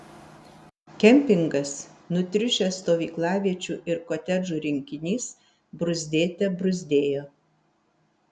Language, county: Lithuanian, Vilnius